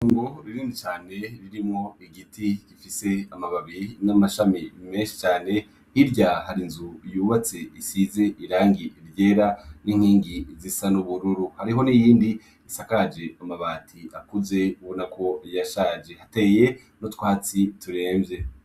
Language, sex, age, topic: Rundi, male, 25-35, education